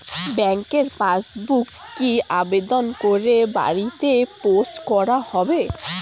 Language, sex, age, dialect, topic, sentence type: Bengali, female, <18, Rajbangshi, banking, question